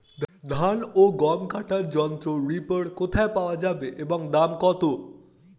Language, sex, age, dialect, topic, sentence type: Bengali, male, 31-35, Standard Colloquial, agriculture, question